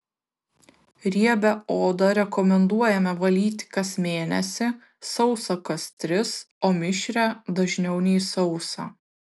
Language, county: Lithuanian, Kaunas